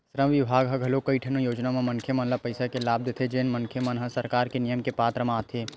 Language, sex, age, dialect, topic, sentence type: Chhattisgarhi, male, 25-30, Western/Budati/Khatahi, banking, statement